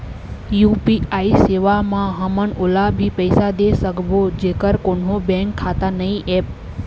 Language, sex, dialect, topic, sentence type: Chhattisgarhi, male, Eastern, banking, question